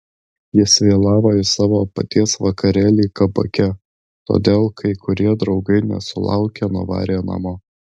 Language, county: Lithuanian, Alytus